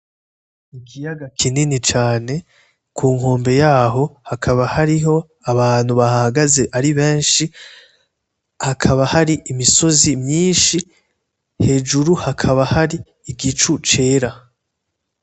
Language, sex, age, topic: Rundi, male, 18-24, agriculture